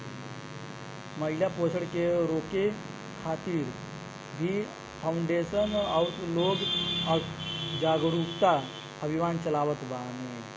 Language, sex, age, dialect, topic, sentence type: Bhojpuri, male, <18, Northern, banking, statement